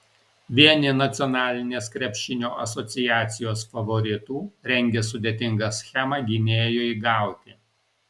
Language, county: Lithuanian, Alytus